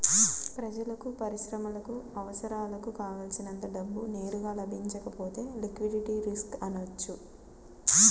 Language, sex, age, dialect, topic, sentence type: Telugu, female, 25-30, Central/Coastal, banking, statement